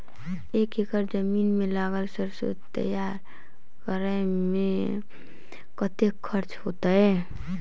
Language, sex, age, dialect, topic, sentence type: Maithili, female, 18-24, Southern/Standard, agriculture, question